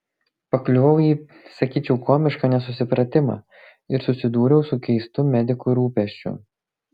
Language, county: Lithuanian, Kaunas